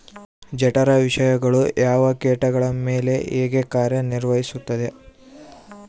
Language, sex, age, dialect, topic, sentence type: Kannada, male, 18-24, Central, agriculture, question